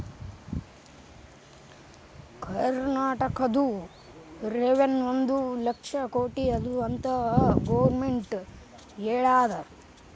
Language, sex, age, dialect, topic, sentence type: Kannada, male, 18-24, Northeastern, banking, statement